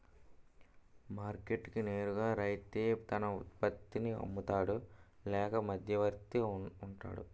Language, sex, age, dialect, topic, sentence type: Telugu, male, 18-24, Utterandhra, agriculture, question